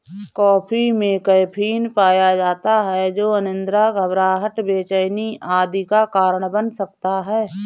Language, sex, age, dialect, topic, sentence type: Hindi, female, 25-30, Awadhi Bundeli, agriculture, statement